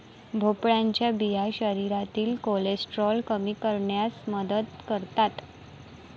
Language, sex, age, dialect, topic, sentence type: Marathi, female, 18-24, Varhadi, agriculture, statement